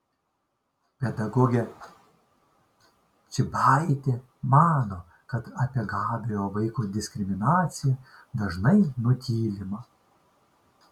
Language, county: Lithuanian, Šiauliai